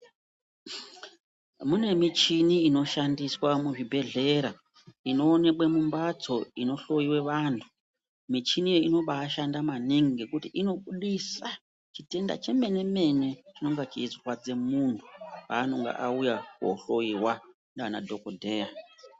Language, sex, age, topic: Ndau, female, 50+, health